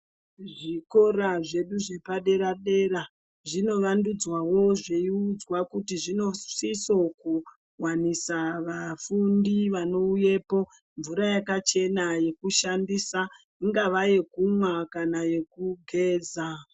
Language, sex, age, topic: Ndau, male, 36-49, education